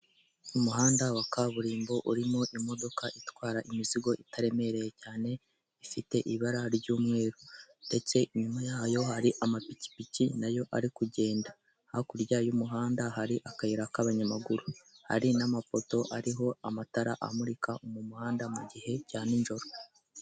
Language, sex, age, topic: Kinyarwanda, male, 18-24, government